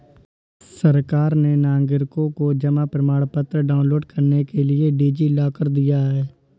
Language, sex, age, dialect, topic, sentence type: Hindi, male, 18-24, Awadhi Bundeli, banking, statement